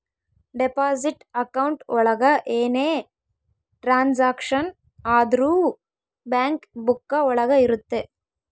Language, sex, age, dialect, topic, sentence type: Kannada, female, 18-24, Central, banking, statement